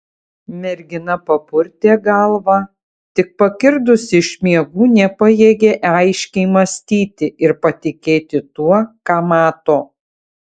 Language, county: Lithuanian, Utena